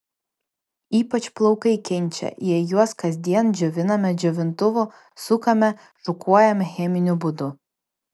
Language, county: Lithuanian, Vilnius